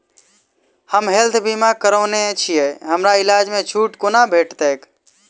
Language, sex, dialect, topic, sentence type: Maithili, male, Southern/Standard, banking, question